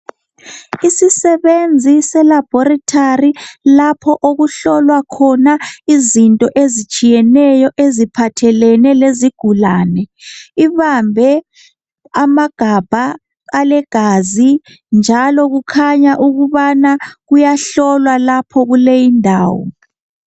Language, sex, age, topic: North Ndebele, male, 25-35, health